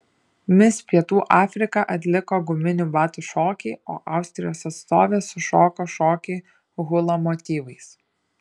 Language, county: Lithuanian, Šiauliai